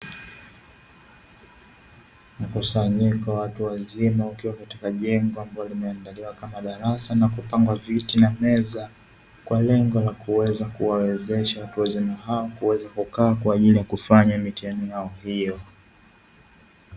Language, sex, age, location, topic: Swahili, male, 25-35, Dar es Salaam, education